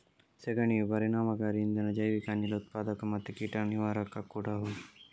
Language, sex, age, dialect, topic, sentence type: Kannada, male, 31-35, Coastal/Dakshin, agriculture, statement